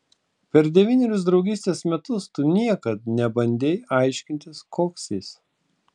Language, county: Lithuanian, Klaipėda